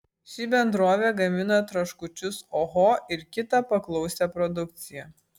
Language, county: Lithuanian, Vilnius